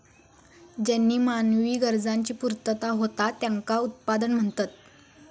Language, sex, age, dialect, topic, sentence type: Marathi, female, 18-24, Southern Konkan, agriculture, statement